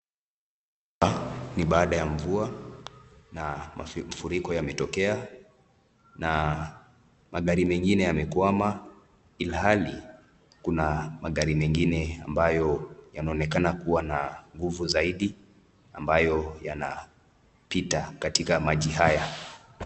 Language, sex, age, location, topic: Swahili, male, 18-24, Nakuru, health